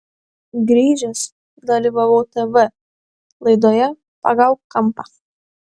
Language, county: Lithuanian, Vilnius